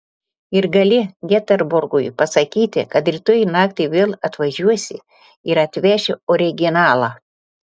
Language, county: Lithuanian, Telšiai